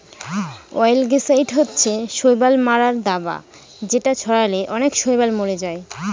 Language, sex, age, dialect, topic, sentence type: Bengali, female, 18-24, Northern/Varendri, agriculture, statement